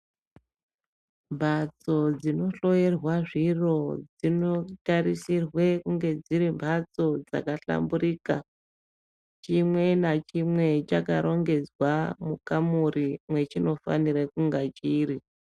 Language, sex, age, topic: Ndau, male, 25-35, health